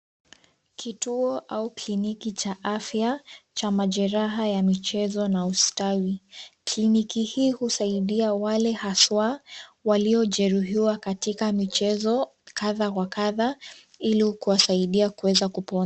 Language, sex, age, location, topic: Swahili, female, 18-24, Nairobi, health